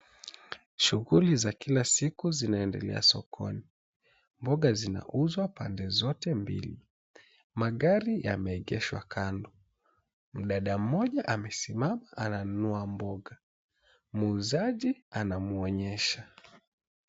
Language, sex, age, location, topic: Swahili, male, 18-24, Mombasa, finance